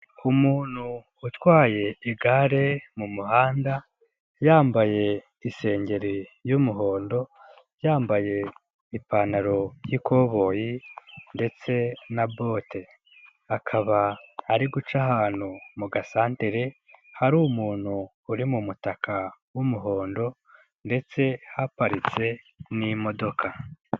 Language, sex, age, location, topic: Kinyarwanda, male, 18-24, Nyagatare, government